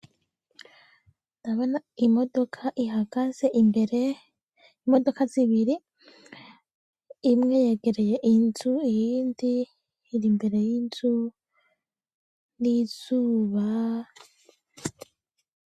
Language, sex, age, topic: Rundi, female, 18-24, education